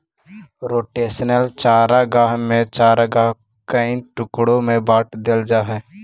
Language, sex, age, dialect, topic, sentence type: Magahi, male, 18-24, Central/Standard, agriculture, statement